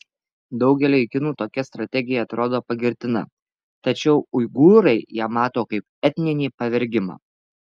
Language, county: Lithuanian, Alytus